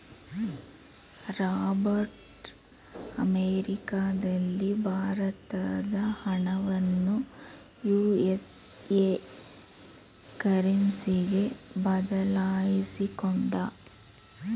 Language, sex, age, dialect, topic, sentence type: Kannada, female, 36-40, Mysore Kannada, banking, statement